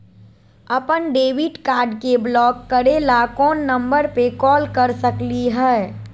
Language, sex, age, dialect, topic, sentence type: Magahi, female, 41-45, Southern, banking, question